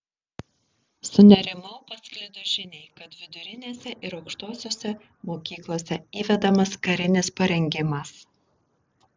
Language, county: Lithuanian, Šiauliai